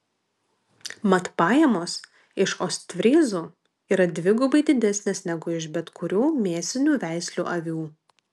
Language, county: Lithuanian, Vilnius